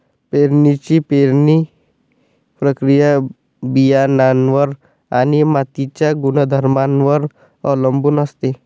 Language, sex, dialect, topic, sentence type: Marathi, male, Varhadi, agriculture, statement